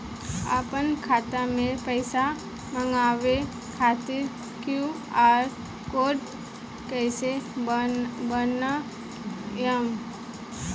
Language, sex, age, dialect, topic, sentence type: Bhojpuri, female, 25-30, Southern / Standard, banking, question